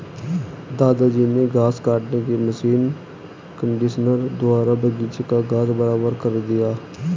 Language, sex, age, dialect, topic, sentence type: Hindi, male, 18-24, Hindustani Malvi Khadi Boli, agriculture, statement